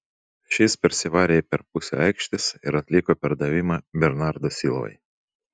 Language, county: Lithuanian, Vilnius